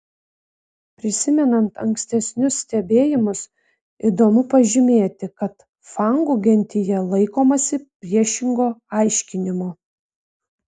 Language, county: Lithuanian, Vilnius